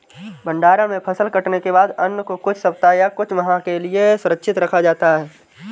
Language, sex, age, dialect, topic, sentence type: Hindi, male, 18-24, Marwari Dhudhari, agriculture, statement